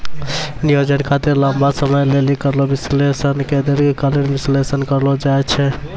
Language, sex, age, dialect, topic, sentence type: Maithili, male, 25-30, Angika, banking, statement